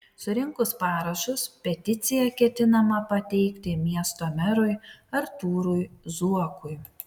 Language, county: Lithuanian, Vilnius